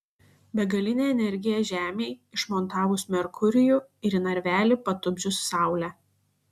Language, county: Lithuanian, Šiauliai